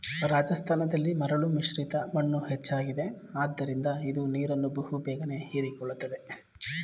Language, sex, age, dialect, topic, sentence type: Kannada, male, 36-40, Mysore Kannada, agriculture, statement